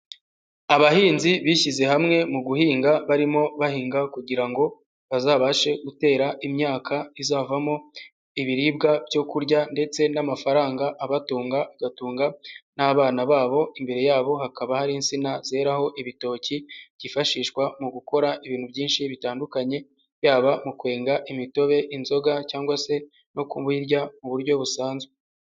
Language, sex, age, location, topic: Kinyarwanda, male, 18-24, Huye, agriculture